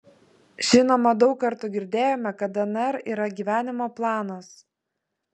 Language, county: Lithuanian, Vilnius